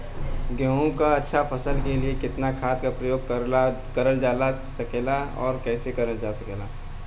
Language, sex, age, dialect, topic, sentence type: Bhojpuri, male, 18-24, Western, agriculture, question